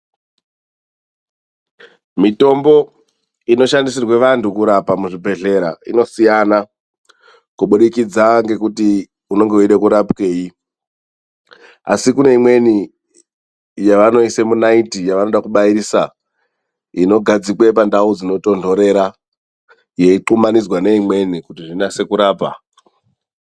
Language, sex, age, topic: Ndau, male, 25-35, health